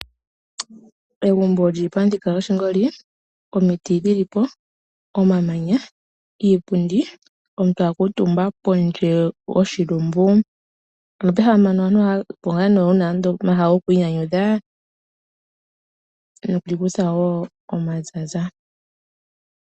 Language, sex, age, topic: Oshiwambo, female, 25-35, agriculture